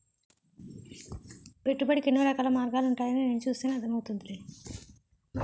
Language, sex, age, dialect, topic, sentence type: Telugu, female, 36-40, Utterandhra, banking, statement